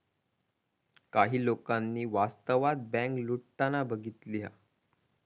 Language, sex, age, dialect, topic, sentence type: Marathi, female, 41-45, Southern Konkan, banking, statement